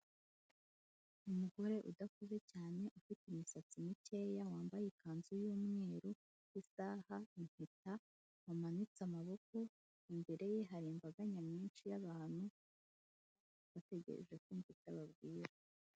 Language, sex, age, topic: Kinyarwanda, female, 18-24, government